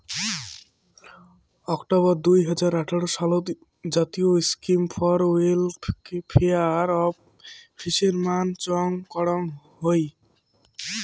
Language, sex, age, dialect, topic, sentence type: Bengali, female, <18, Rajbangshi, agriculture, statement